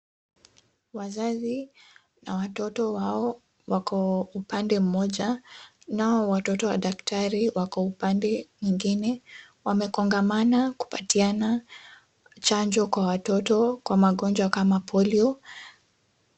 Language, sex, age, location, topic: Swahili, female, 18-24, Nairobi, health